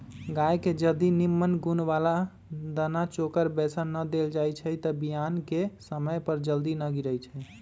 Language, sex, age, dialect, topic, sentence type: Magahi, male, 25-30, Western, agriculture, statement